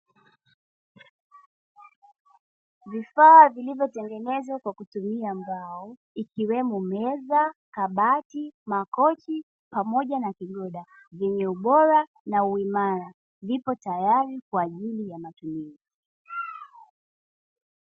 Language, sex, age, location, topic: Swahili, female, 18-24, Dar es Salaam, finance